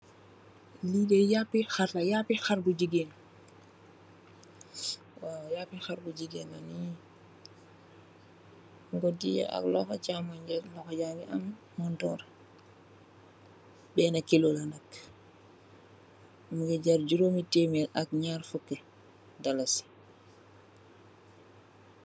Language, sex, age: Wolof, female, 25-35